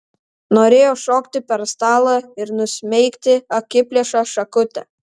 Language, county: Lithuanian, Alytus